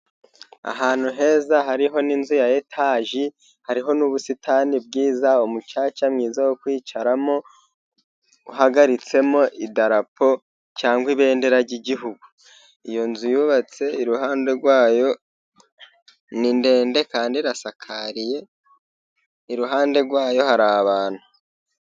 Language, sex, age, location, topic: Kinyarwanda, male, 18-24, Huye, health